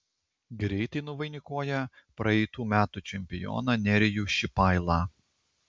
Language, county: Lithuanian, Klaipėda